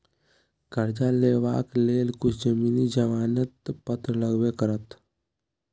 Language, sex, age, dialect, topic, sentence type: Maithili, male, 18-24, Bajjika, banking, statement